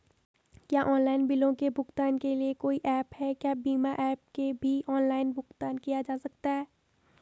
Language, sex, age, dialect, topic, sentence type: Hindi, female, 18-24, Garhwali, banking, question